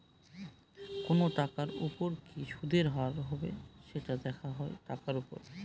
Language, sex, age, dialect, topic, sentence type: Bengali, male, 25-30, Northern/Varendri, banking, statement